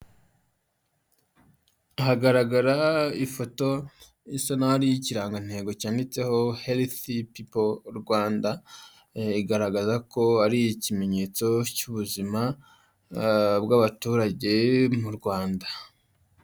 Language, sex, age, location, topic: Kinyarwanda, male, 25-35, Huye, health